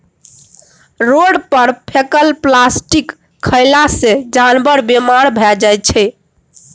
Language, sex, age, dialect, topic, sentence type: Maithili, female, 18-24, Bajjika, agriculture, statement